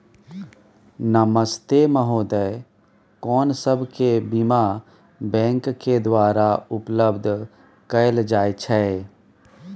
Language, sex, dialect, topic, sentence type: Maithili, male, Bajjika, banking, question